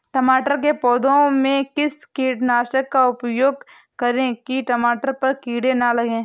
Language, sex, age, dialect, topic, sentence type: Hindi, male, 25-30, Kanauji Braj Bhasha, agriculture, question